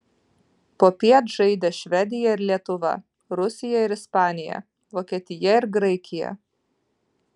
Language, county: Lithuanian, Vilnius